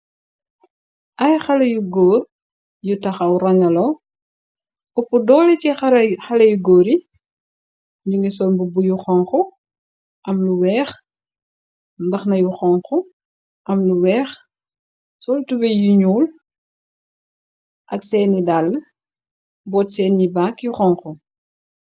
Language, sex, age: Wolof, female, 25-35